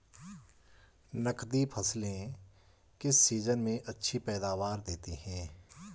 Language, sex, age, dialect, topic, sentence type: Hindi, male, 46-50, Garhwali, agriculture, question